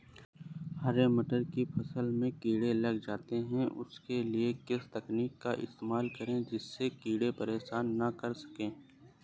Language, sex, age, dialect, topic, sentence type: Hindi, male, 25-30, Awadhi Bundeli, agriculture, question